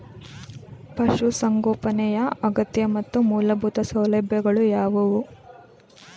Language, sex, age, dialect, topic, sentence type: Kannada, female, 25-30, Mysore Kannada, agriculture, question